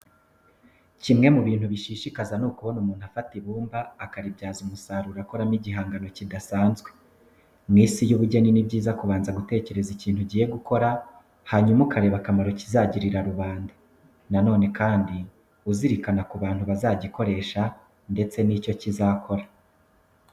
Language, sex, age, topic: Kinyarwanda, male, 25-35, education